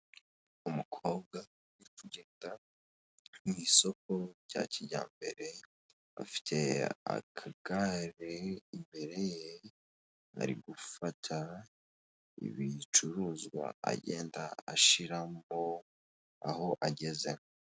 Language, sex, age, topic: Kinyarwanda, female, 18-24, finance